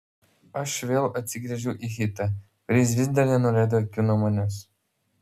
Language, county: Lithuanian, Vilnius